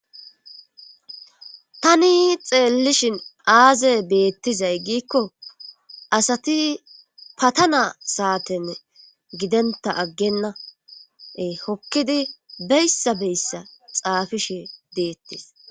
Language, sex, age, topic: Gamo, female, 25-35, government